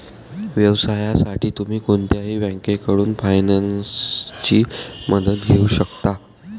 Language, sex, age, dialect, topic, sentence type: Marathi, male, 18-24, Varhadi, banking, statement